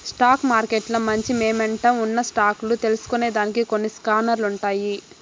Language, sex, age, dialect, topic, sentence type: Telugu, female, 51-55, Southern, banking, statement